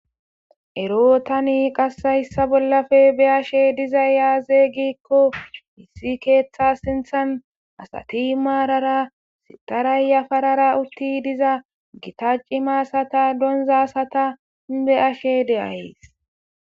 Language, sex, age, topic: Gamo, female, 25-35, government